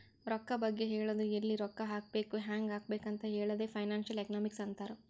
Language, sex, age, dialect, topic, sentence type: Kannada, female, 56-60, Northeastern, banking, statement